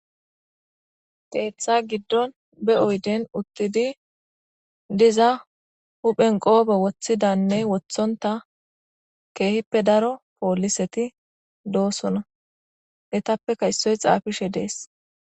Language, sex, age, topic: Gamo, female, 25-35, government